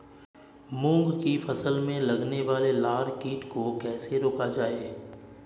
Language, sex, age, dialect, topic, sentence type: Hindi, male, 31-35, Marwari Dhudhari, agriculture, question